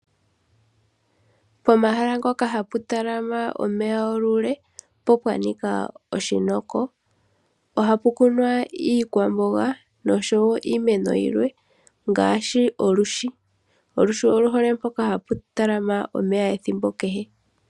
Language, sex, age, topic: Oshiwambo, female, 25-35, agriculture